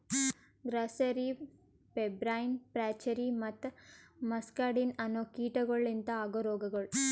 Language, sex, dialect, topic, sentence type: Kannada, female, Northeastern, agriculture, statement